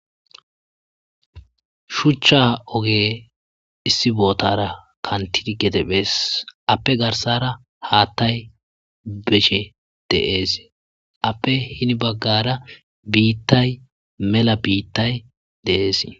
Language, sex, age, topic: Gamo, male, 25-35, agriculture